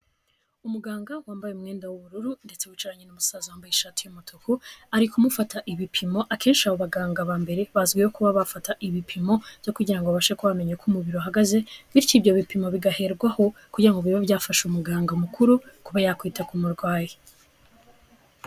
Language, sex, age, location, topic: Kinyarwanda, female, 18-24, Kigali, health